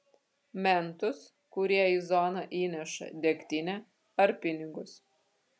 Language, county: Lithuanian, Vilnius